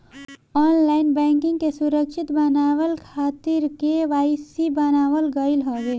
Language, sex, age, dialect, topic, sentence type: Bhojpuri, female, 18-24, Northern, banking, statement